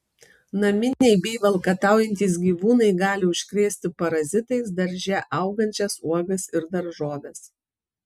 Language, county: Lithuanian, Kaunas